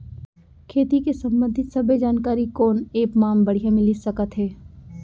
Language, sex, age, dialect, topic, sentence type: Chhattisgarhi, female, 18-24, Central, agriculture, question